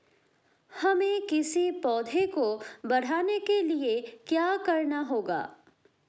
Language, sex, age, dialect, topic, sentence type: Hindi, female, 18-24, Hindustani Malvi Khadi Boli, agriculture, question